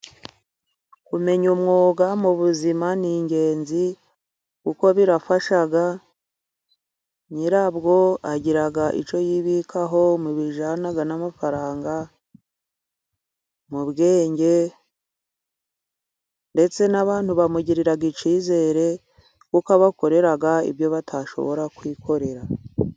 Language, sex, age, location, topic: Kinyarwanda, female, 50+, Musanze, education